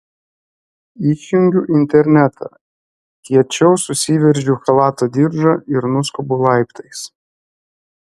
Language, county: Lithuanian, Klaipėda